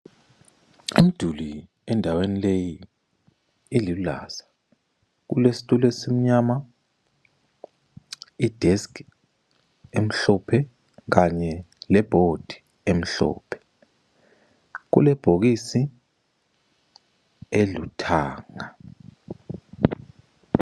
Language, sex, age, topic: North Ndebele, male, 25-35, health